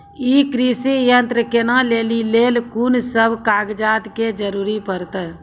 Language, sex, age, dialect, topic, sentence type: Maithili, female, 41-45, Angika, agriculture, question